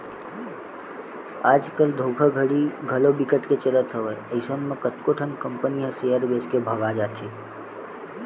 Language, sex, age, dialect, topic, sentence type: Chhattisgarhi, male, 18-24, Western/Budati/Khatahi, banking, statement